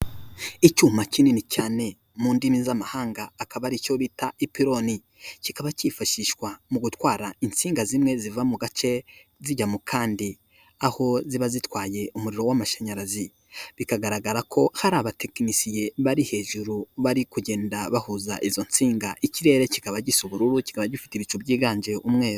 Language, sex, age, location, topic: Kinyarwanda, male, 18-24, Kigali, government